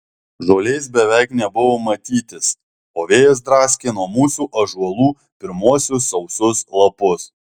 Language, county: Lithuanian, Alytus